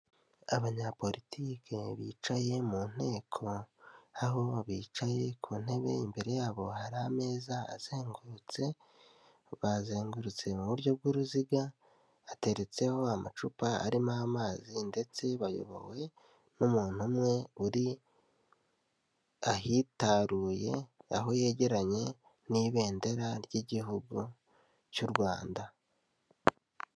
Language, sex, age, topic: Kinyarwanda, male, 18-24, health